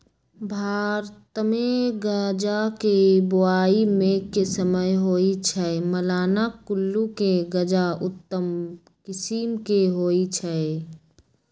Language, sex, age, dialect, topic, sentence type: Magahi, female, 25-30, Western, agriculture, statement